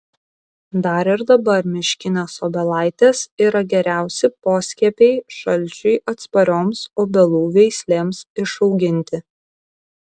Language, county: Lithuanian, Kaunas